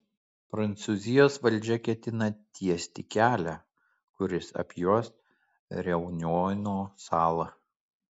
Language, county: Lithuanian, Kaunas